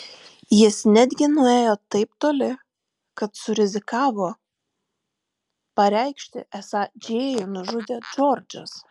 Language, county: Lithuanian, Vilnius